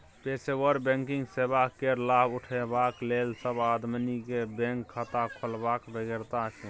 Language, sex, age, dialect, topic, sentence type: Maithili, male, 25-30, Bajjika, banking, statement